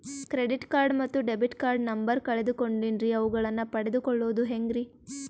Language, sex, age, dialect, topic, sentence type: Kannada, female, 18-24, Northeastern, banking, question